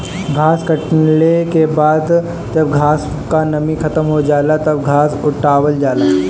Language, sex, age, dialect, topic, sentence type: Bhojpuri, female, 18-24, Northern, agriculture, statement